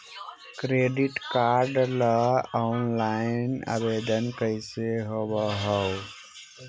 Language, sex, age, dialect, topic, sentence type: Magahi, male, 60-100, Central/Standard, banking, question